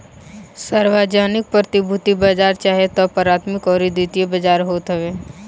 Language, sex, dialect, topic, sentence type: Bhojpuri, female, Northern, banking, statement